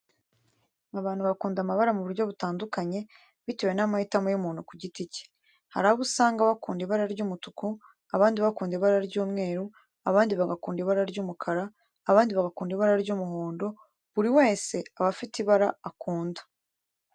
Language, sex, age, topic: Kinyarwanda, female, 18-24, education